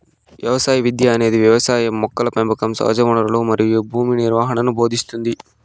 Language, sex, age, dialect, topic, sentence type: Telugu, male, 18-24, Southern, agriculture, statement